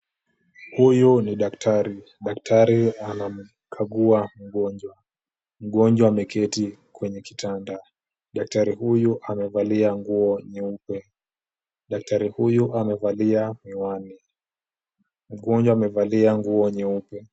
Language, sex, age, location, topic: Swahili, male, 18-24, Kisumu, health